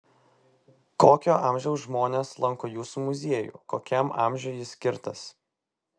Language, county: Lithuanian, Vilnius